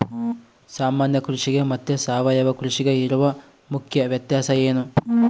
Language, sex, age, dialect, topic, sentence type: Kannada, male, 25-30, Central, agriculture, question